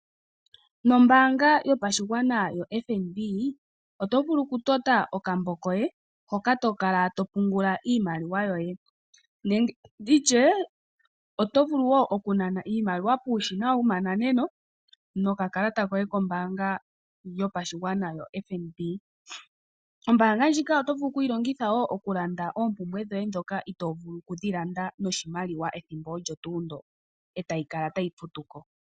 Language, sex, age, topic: Oshiwambo, female, 18-24, finance